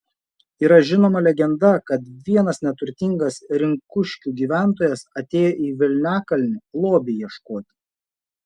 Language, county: Lithuanian, Šiauliai